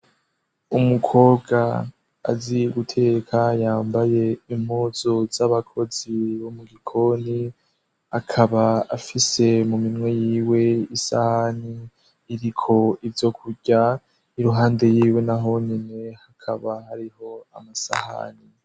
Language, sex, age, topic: Rundi, male, 18-24, education